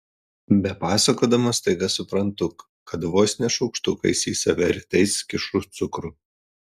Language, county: Lithuanian, Telšiai